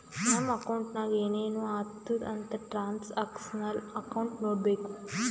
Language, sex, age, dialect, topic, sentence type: Kannada, female, 18-24, Northeastern, banking, statement